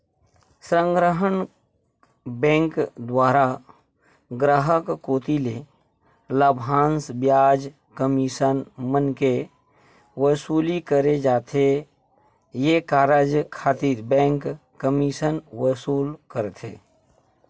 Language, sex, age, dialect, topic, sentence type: Chhattisgarhi, male, 36-40, Western/Budati/Khatahi, banking, statement